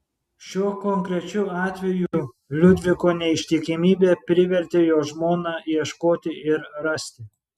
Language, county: Lithuanian, Šiauliai